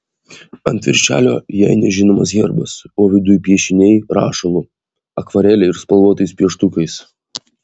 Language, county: Lithuanian, Vilnius